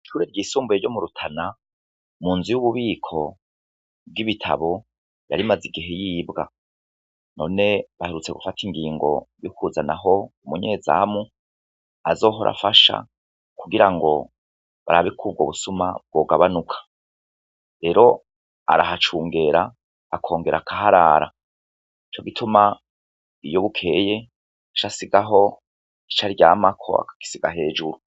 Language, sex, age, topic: Rundi, male, 36-49, education